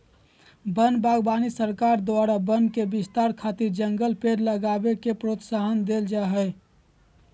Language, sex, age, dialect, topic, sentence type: Magahi, male, 18-24, Southern, agriculture, statement